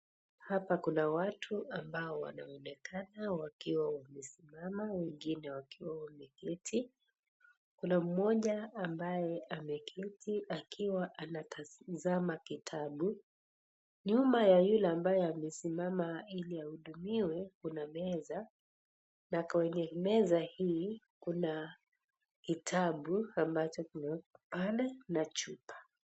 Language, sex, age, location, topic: Swahili, female, 36-49, Kisii, health